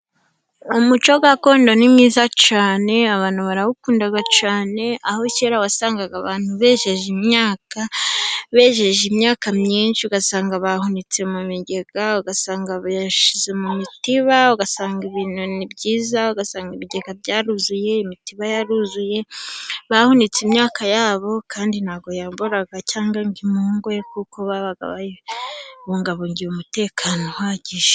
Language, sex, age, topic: Kinyarwanda, female, 25-35, government